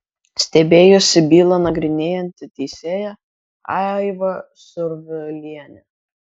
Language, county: Lithuanian, Kaunas